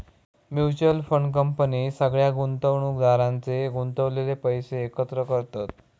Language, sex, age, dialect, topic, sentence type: Marathi, male, 18-24, Southern Konkan, banking, statement